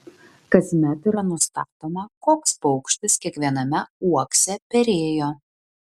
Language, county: Lithuanian, Vilnius